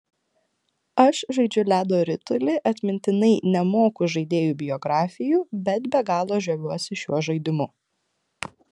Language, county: Lithuanian, Klaipėda